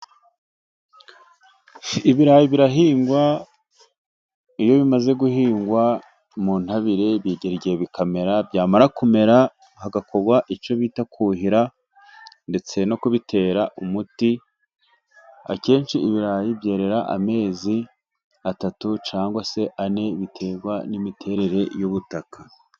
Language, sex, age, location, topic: Kinyarwanda, male, 36-49, Musanze, agriculture